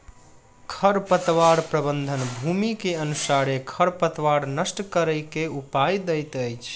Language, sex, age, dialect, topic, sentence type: Maithili, male, 25-30, Southern/Standard, agriculture, statement